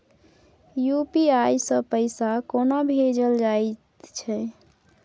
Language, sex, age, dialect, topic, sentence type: Maithili, female, 41-45, Bajjika, banking, statement